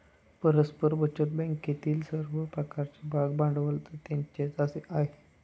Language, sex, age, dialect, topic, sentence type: Marathi, male, 18-24, Standard Marathi, banking, statement